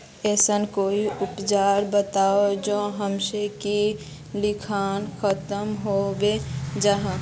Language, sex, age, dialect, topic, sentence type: Magahi, female, 41-45, Northeastern/Surjapuri, agriculture, question